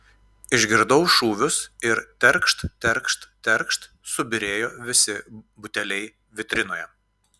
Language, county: Lithuanian, Klaipėda